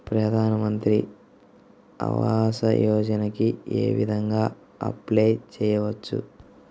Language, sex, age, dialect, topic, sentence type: Telugu, male, 36-40, Central/Coastal, banking, question